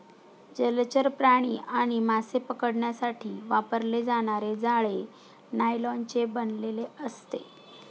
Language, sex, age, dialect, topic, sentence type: Marathi, female, 31-35, Standard Marathi, agriculture, statement